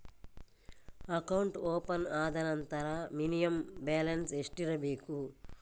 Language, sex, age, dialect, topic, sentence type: Kannada, female, 51-55, Coastal/Dakshin, banking, question